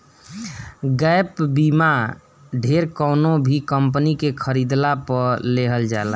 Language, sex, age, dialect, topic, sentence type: Bhojpuri, male, 25-30, Northern, banking, statement